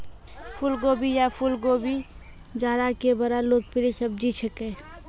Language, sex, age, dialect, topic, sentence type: Maithili, female, 18-24, Angika, agriculture, statement